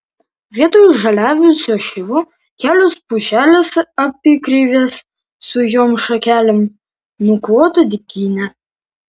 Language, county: Lithuanian, Vilnius